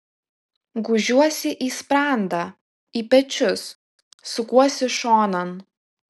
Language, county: Lithuanian, Kaunas